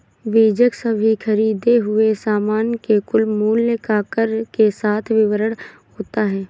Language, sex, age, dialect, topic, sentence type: Hindi, female, 18-24, Awadhi Bundeli, banking, statement